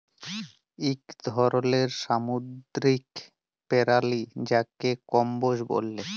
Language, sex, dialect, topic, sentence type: Bengali, male, Jharkhandi, agriculture, statement